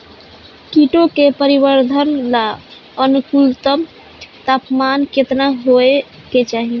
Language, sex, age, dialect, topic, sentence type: Bhojpuri, female, 18-24, Northern, agriculture, question